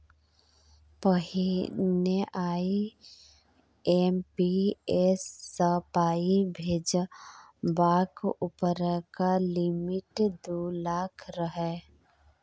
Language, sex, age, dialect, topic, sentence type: Maithili, female, 25-30, Bajjika, banking, statement